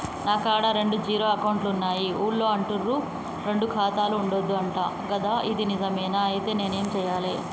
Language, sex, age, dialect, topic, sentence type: Telugu, female, 25-30, Telangana, banking, question